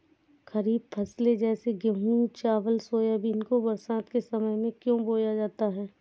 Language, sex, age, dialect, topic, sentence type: Hindi, female, 31-35, Awadhi Bundeli, agriculture, question